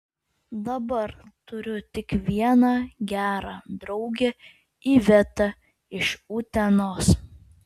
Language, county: Lithuanian, Vilnius